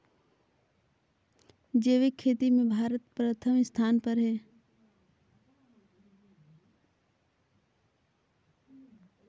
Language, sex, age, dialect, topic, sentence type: Chhattisgarhi, female, 18-24, Northern/Bhandar, agriculture, statement